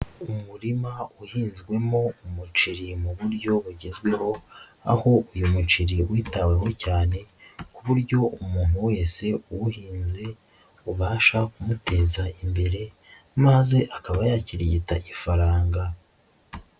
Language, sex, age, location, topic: Kinyarwanda, male, 36-49, Nyagatare, agriculture